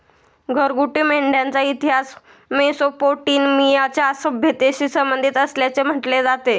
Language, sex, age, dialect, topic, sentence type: Marathi, male, 18-24, Standard Marathi, agriculture, statement